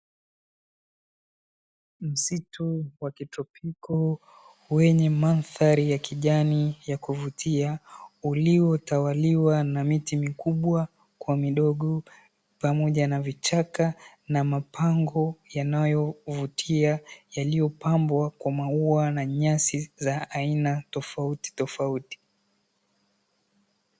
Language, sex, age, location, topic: Swahili, male, 18-24, Dar es Salaam, agriculture